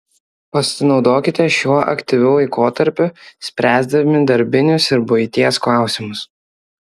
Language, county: Lithuanian, Kaunas